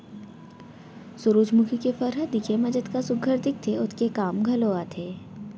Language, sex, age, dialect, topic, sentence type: Chhattisgarhi, female, 18-24, Central, agriculture, statement